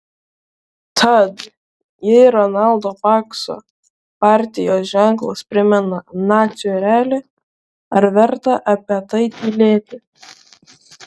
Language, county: Lithuanian, Vilnius